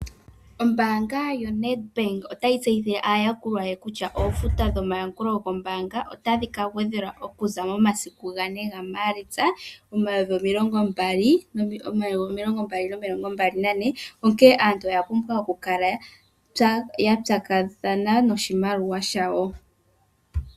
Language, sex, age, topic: Oshiwambo, female, 18-24, finance